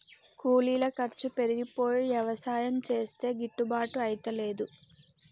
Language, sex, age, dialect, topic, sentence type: Telugu, female, 25-30, Telangana, agriculture, statement